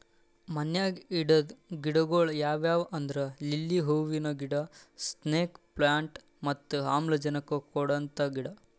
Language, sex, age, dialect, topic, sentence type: Kannada, male, 18-24, Northeastern, agriculture, statement